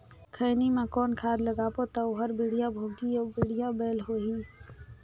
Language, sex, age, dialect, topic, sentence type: Chhattisgarhi, female, 18-24, Northern/Bhandar, agriculture, question